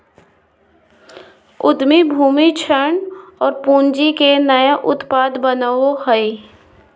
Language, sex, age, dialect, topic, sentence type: Magahi, female, 25-30, Southern, banking, statement